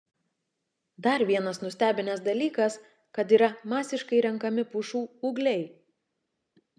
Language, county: Lithuanian, Šiauliai